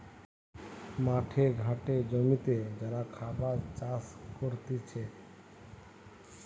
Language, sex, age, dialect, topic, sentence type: Bengali, male, 36-40, Western, agriculture, statement